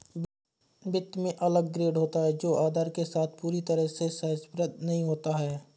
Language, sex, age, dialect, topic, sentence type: Hindi, male, 25-30, Awadhi Bundeli, banking, statement